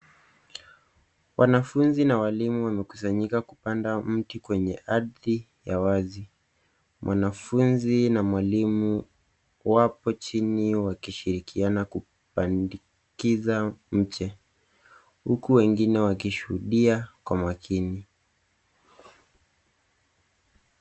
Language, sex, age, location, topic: Swahili, male, 18-24, Nairobi, government